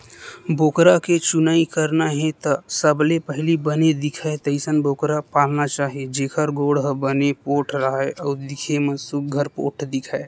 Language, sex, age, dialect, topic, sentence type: Chhattisgarhi, male, 18-24, Western/Budati/Khatahi, agriculture, statement